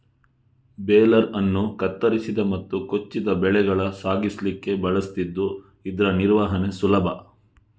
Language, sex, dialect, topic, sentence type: Kannada, male, Coastal/Dakshin, agriculture, statement